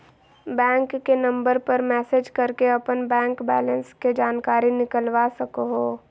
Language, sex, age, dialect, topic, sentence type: Magahi, male, 18-24, Southern, banking, statement